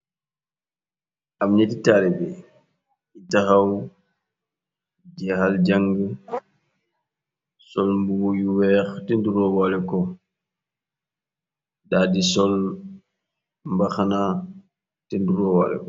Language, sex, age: Wolof, male, 25-35